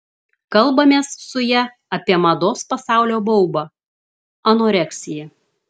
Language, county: Lithuanian, Klaipėda